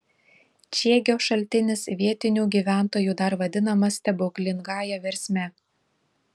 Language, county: Lithuanian, Šiauliai